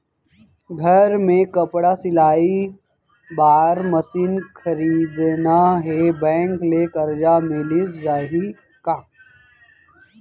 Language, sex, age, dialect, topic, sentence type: Chhattisgarhi, male, 31-35, Central, banking, question